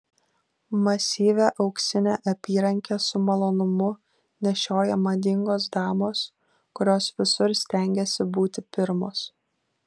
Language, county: Lithuanian, Kaunas